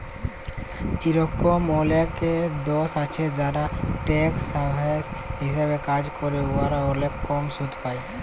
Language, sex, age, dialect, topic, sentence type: Bengali, male, 18-24, Jharkhandi, banking, statement